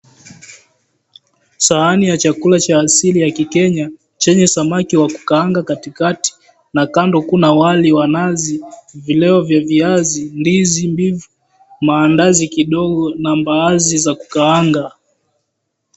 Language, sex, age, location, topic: Swahili, male, 18-24, Mombasa, agriculture